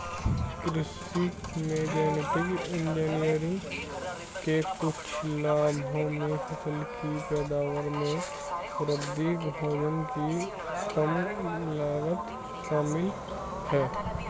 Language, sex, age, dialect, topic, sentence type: Hindi, male, 25-30, Hindustani Malvi Khadi Boli, agriculture, statement